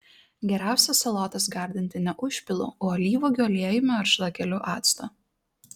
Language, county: Lithuanian, Klaipėda